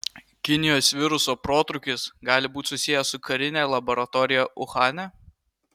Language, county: Lithuanian, Kaunas